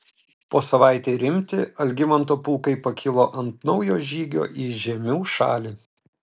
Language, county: Lithuanian, Telšiai